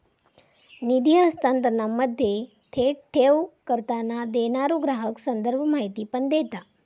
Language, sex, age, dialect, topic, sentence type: Marathi, female, 25-30, Southern Konkan, banking, statement